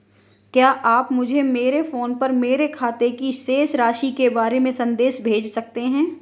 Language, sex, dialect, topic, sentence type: Hindi, female, Marwari Dhudhari, banking, question